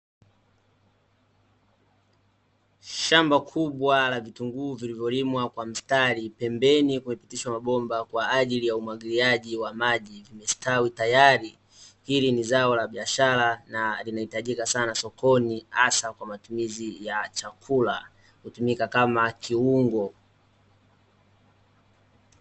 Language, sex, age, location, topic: Swahili, male, 18-24, Dar es Salaam, agriculture